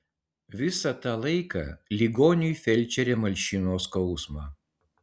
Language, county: Lithuanian, Utena